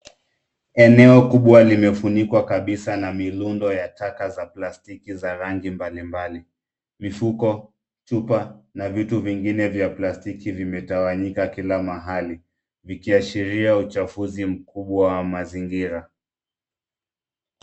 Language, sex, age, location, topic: Swahili, male, 25-35, Nairobi, government